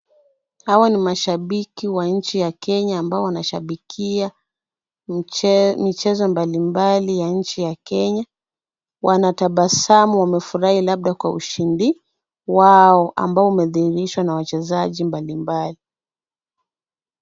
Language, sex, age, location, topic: Swahili, female, 25-35, Kisumu, government